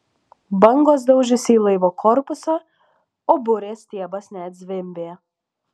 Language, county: Lithuanian, Alytus